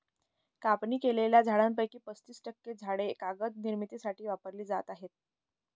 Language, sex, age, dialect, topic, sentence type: Marathi, female, 18-24, Northern Konkan, agriculture, statement